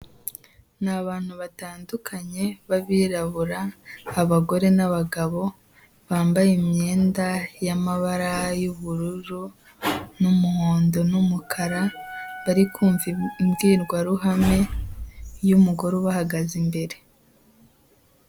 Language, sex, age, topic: Kinyarwanda, female, 18-24, health